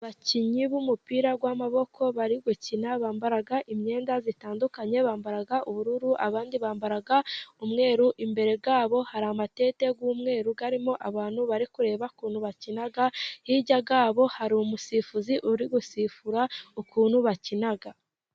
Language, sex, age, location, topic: Kinyarwanda, female, 25-35, Musanze, government